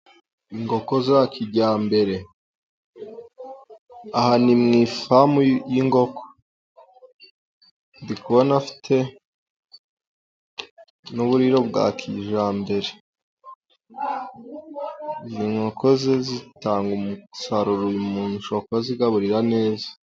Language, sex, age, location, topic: Kinyarwanda, male, 18-24, Musanze, agriculture